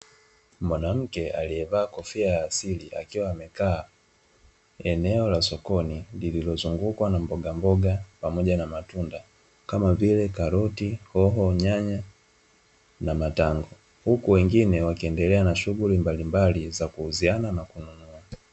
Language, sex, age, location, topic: Swahili, male, 18-24, Dar es Salaam, finance